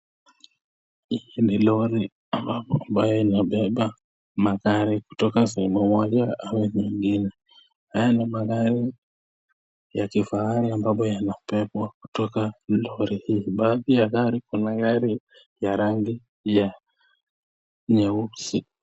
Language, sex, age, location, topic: Swahili, male, 18-24, Nakuru, finance